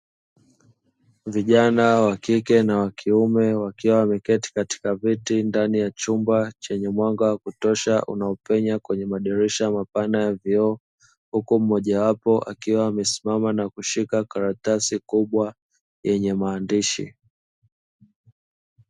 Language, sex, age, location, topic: Swahili, male, 25-35, Dar es Salaam, education